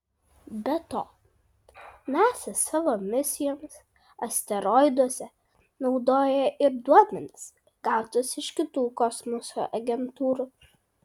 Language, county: Lithuanian, Kaunas